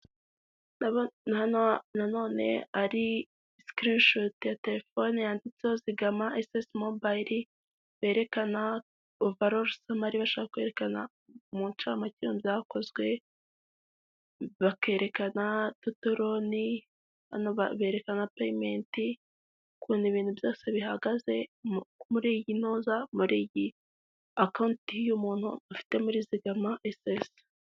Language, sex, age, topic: Kinyarwanda, female, 18-24, finance